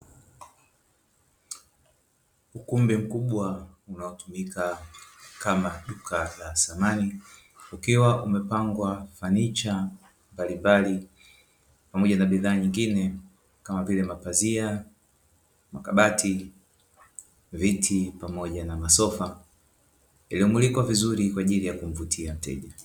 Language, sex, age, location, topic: Swahili, male, 25-35, Dar es Salaam, finance